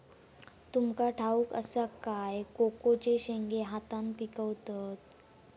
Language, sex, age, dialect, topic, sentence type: Marathi, female, 18-24, Southern Konkan, agriculture, statement